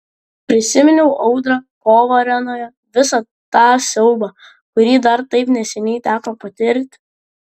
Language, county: Lithuanian, Klaipėda